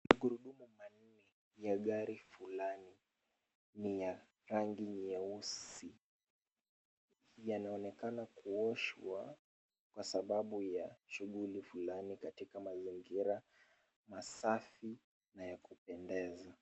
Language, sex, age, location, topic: Swahili, male, 25-35, Kisumu, finance